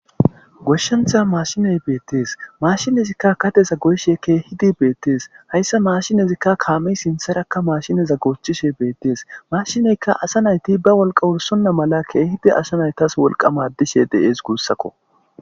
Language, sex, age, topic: Gamo, male, 25-35, agriculture